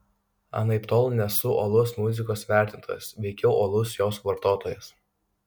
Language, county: Lithuanian, Kaunas